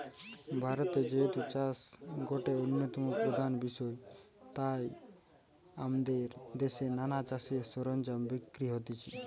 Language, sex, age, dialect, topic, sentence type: Bengali, male, 18-24, Western, agriculture, statement